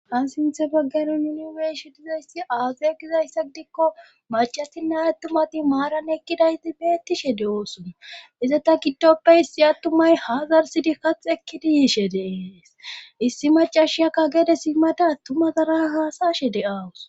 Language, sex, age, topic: Gamo, female, 25-35, government